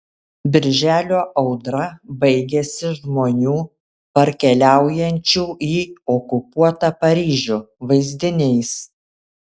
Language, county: Lithuanian, Kaunas